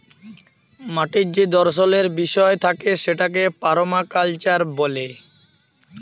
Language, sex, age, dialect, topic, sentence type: Bengali, male, 18-24, Jharkhandi, agriculture, statement